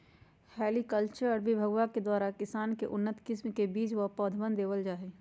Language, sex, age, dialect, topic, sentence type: Magahi, female, 46-50, Western, agriculture, statement